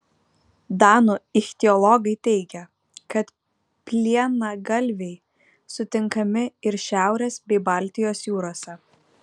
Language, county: Lithuanian, Vilnius